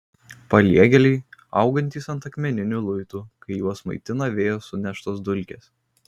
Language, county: Lithuanian, Kaunas